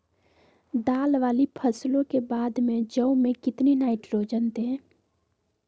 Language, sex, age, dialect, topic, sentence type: Magahi, female, 18-24, Southern, agriculture, question